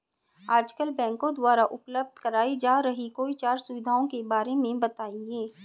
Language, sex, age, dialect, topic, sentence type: Hindi, female, 36-40, Hindustani Malvi Khadi Boli, banking, question